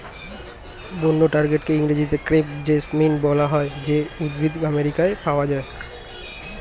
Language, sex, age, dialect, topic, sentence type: Bengali, male, 25-30, Standard Colloquial, agriculture, statement